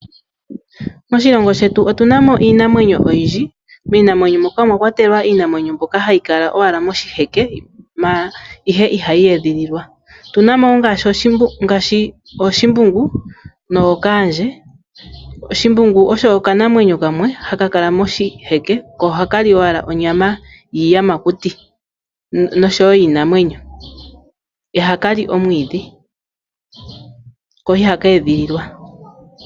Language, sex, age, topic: Oshiwambo, female, 25-35, agriculture